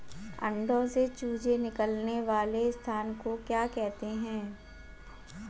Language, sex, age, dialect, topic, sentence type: Hindi, female, 41-45, Hindustani Malvi Khadi Boli, agriculture, question